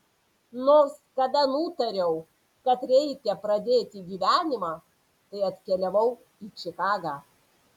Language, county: Lithuanian, Panevėžys